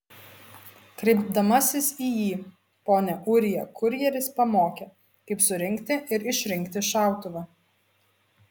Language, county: Lithuanian, Šiauliai